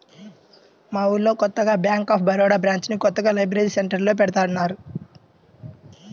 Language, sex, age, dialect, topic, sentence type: Telugu, male, 18-24, Central/Coastal, banking, statement